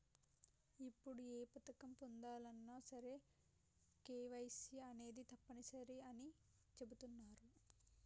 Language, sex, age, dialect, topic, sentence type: Telugu, female, 18-24, Telangana, banking, statement